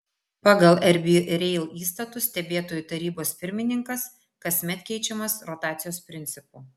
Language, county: Lithuanian, Vilnius